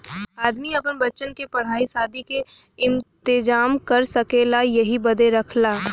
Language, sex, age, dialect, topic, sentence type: Bhojpuri, female, 18-24, Western, banking, statement